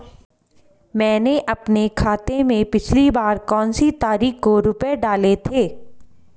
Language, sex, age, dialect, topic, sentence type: Hindi, female, 25-30, Hindustani Malvi Khadi Boli, banking, question